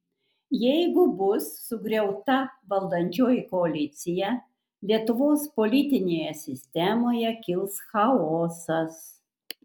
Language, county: Lithuanian, Kaunas